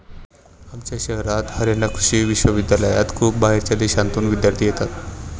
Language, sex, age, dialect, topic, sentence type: Marathi, male, 18-24, Standard Marathi, agriculture, statement